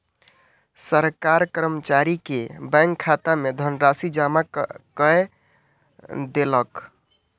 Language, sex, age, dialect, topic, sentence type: Maithili, male, 18-24, Southern/Standard, banking, statement